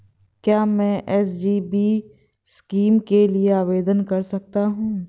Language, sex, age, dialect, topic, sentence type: Hindi, female, 18-24, Awadhi Bundeli, banking, question